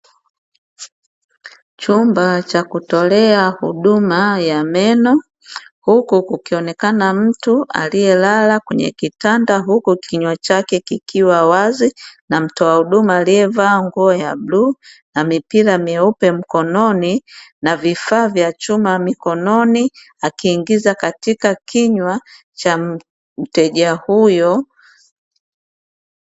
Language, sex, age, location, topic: Swahili, female, 36-49, Dar es Salaam, health